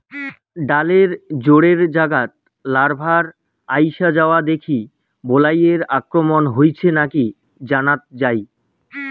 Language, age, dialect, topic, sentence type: Bengali, 25-30, Rajbangshi, agriculture, statement